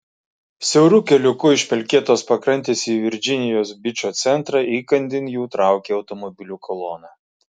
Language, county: Lithuanian, Klaipėda